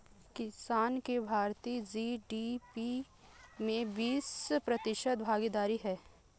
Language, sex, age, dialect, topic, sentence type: Hindi, female, 36-40, Kanauji Braj Bhasha, agriculture, statement